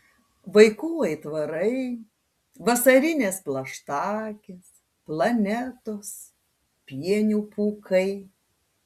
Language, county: Lithuanian, Panevėžys